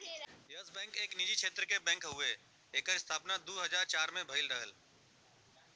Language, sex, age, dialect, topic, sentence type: Bhojpuri, male, 41-45, Western, banking, statement